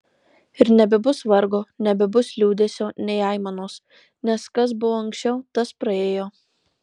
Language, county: Lithuanian, Marijampolė